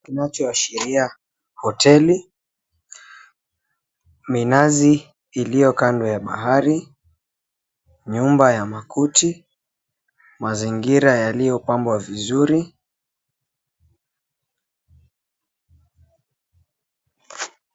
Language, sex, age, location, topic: Swahili, male, 25-35, Mombasa, government